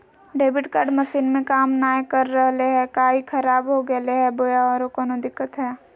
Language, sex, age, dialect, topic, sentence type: Magahi, female, 56-60, Southern, banking, question